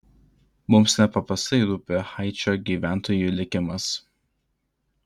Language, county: Lithuanian, Klaipėda